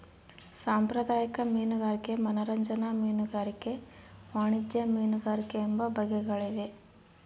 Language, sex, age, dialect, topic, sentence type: Kannada, female, 18-24, Central, agriculture, statement